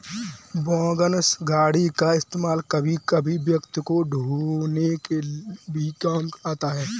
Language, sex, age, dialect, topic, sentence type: Hindi, male, 18-24, Kanauji Braj Bhasha, agriculture, statement